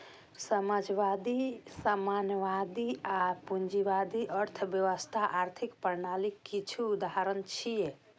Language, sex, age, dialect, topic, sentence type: Maithili, female, 25-30, Eastern / Thethi, banking, statement